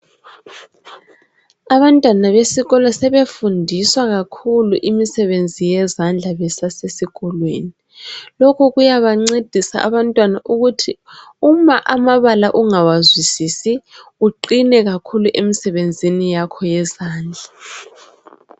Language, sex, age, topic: North Ndebele, female, 18-24, education